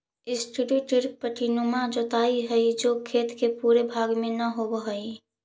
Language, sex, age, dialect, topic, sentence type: Magahi, female, 41-45, Central/Standard, banking, statement